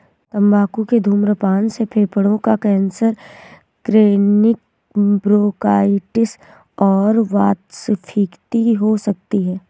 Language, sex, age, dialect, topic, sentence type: Hindi, female, 18-24, Awadhi Bundeli, agriculture, statement